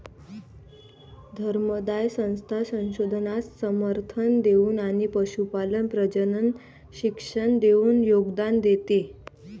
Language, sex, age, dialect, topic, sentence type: Marathi, female, 18-24, Varhadi, agriculture, statement